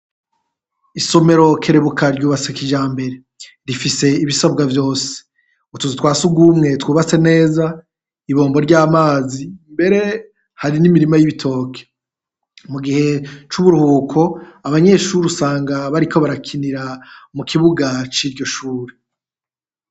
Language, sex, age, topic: Rundi, male, 36-49, education